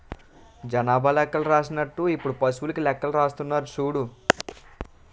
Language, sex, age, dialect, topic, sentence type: Telugu, male, 18-24, Utterandhra, agriculture, statement